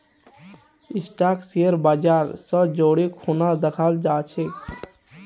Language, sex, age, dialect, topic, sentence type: Magahi, male, 18-24, Northeastern/Surjapuri, banking, statement